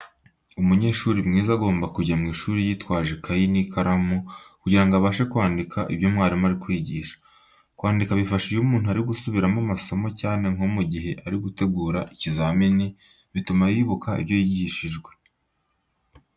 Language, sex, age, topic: Kinyarwanda, male, 18-24, education